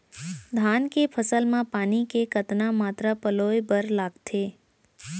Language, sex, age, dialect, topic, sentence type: Chhattisgarhi, female, 18-24, Central, agriculture, question